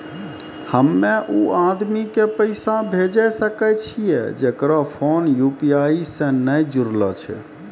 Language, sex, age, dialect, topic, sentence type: Maithili, male, 31-35, Angika, banking, question